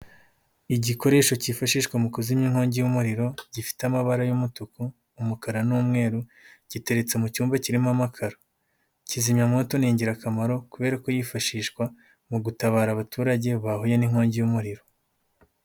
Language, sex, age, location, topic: Kinyarwanda, male, 18-24, Huye, government